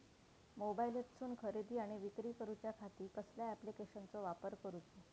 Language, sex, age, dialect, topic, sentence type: Marathi, female, 18-24, Southern Konkan, agriculture, question